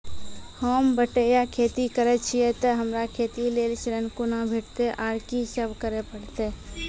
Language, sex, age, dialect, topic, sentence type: Maithili, female, 18-24, Angika, banking, question